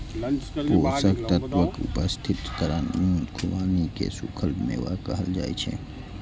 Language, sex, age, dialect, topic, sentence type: Maithili, male, 56-60, Eastern / Thethi, agriculture, statement